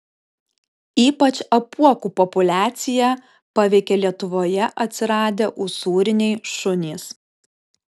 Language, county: Lithuanian, Alytus